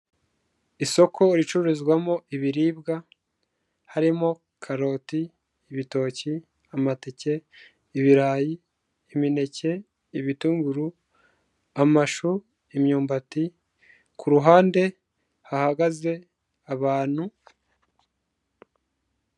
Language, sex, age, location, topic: Kinyarwanda, male, 25-35, Kigali, finance